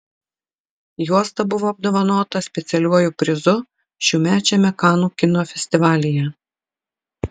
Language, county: Lithuanian, Utena